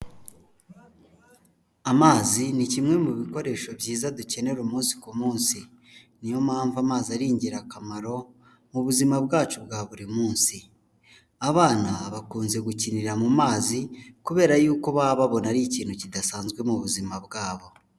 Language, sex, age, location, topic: Kinyarwanda, male, 18-24, Huye, health